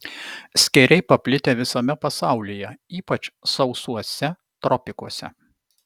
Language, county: Lithuanian, Vilnius